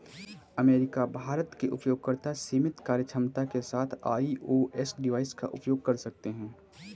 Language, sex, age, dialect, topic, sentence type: Hindi, male, 18-24, Kanauji Braj Bhasha, banking, statement